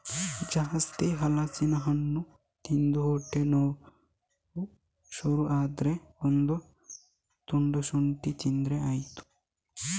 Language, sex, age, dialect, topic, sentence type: Kannada, male, 25-30, Coastal/Dakshin, agriculture, statement